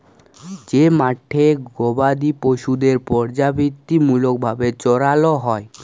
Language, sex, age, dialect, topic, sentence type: Bengali, male, 18-24, Jharkhandi, agriculture, statement